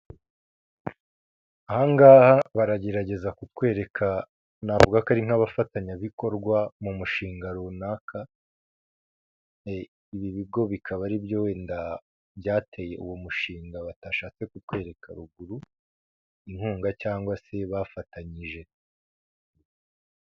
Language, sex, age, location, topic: Kinyarwanda, male, 25-35, Kigali, health